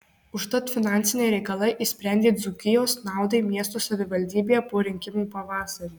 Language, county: Lithuanian, Marijampolė